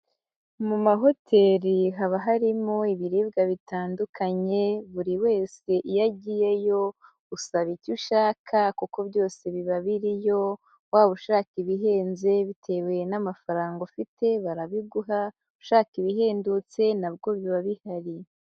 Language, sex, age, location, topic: Kinyarwanda, female, 18-24, Nyagatare, finance